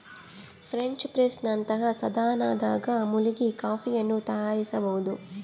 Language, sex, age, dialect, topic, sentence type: Kannada, female, 31-35, Central, agriculture, statement